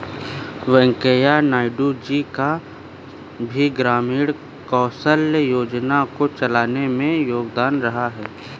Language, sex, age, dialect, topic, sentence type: Hindi, male, 18-24, Awadhi Bundeli, banking, statement